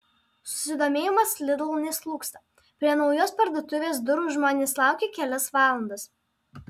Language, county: Lithuanian, Alytus